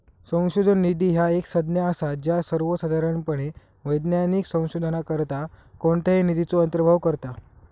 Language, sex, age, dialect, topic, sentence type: Marathi, male, 25-30, Southern Konkan, banking, statement